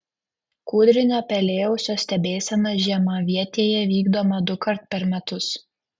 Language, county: Lithuanian, Kaunas